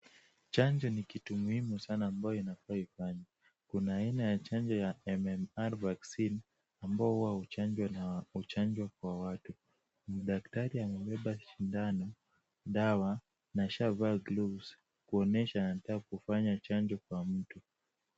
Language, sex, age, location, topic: Swahili, male, 25-35, Kisumu, health